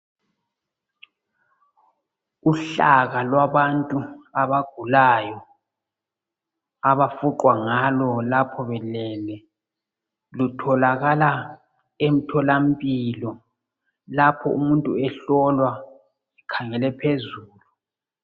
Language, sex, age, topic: North Ndebele, male, 36-49, health